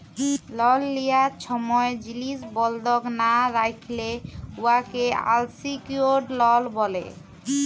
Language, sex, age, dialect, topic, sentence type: Bengali, female, 41-45, Jharkhandi, banking, statement